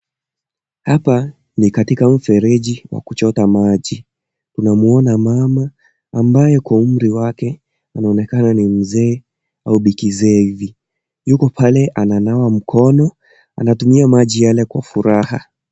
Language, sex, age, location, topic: Swahili, male, 18-24, Kisii, health